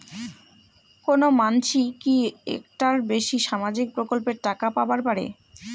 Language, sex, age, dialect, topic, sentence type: Bengali, female, 18-24, Rajbangshi, banking, question